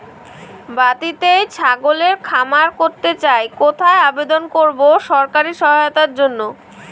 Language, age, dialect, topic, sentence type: Bengali, 18-24, Rajbangshi, agriculture, question